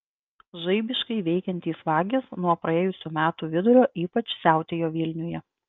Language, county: Lithuanian, Klaipėda